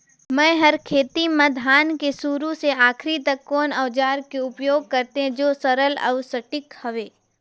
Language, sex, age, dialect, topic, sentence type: Chhattisgarhi, female, 18-24, Northern/Bhandar, agriculture, question